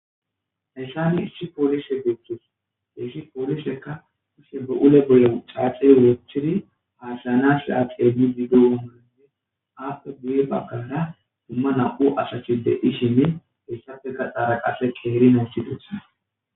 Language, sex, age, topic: Gamo, male, 25-35, government